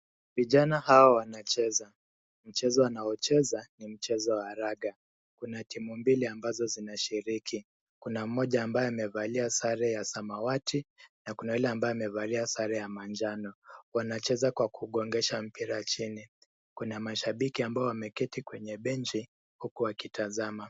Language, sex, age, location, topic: Swahili, male, 25-35, Nairobi, education